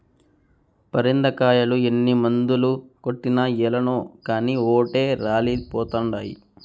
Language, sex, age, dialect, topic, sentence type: Telugu, male, 25-30, Southern, agriculture, statement